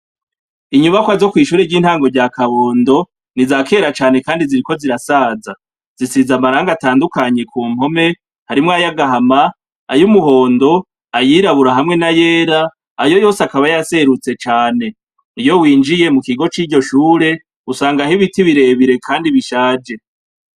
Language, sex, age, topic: Rundi, male, 36-49, education